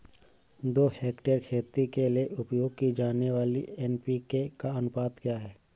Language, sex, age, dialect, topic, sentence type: Hindi, male, 18-24, Awadhi Bundeli, agriculture, question